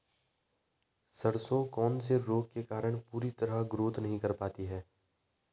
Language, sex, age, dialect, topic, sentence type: Hindi, male, 25-30, Hindustani Malvi Khadi Boli, agriculture, question